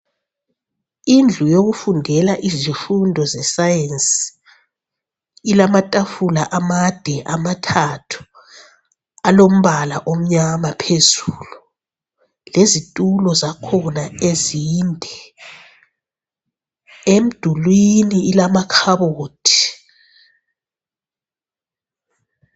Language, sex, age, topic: North Ndebele, female, 25-35, education